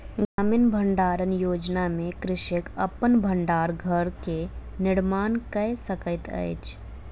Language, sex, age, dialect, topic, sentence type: Maithili, female, 25-30, Southern/Standard, agriculture, statement